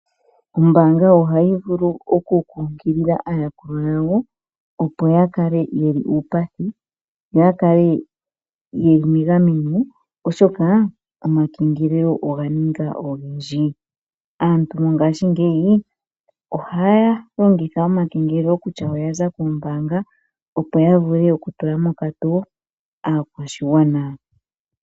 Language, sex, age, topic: Oshiwambo, male, 25-35, finance